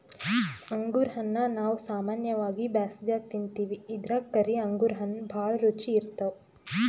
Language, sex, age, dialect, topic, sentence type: Kannada, female, 18-24, Northeastern, agriculture, statement